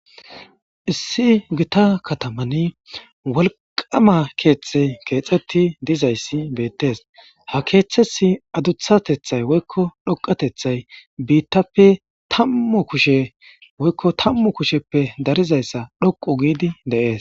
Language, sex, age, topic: Gamo, male, 18-24, government